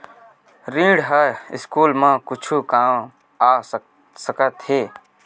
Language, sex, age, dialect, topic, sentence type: Chhattisgarhi, male, 18-24, Western/Budati/Khatahi, banking, question